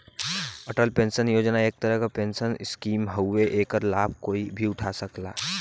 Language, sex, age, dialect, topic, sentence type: Bhojpuri, male, 41-45, Western, banking, statement